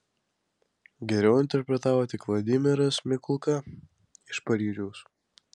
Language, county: Lithuanian, Vilnius